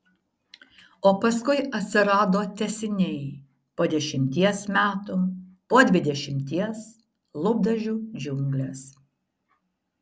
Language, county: Lithuanian, Šiauliai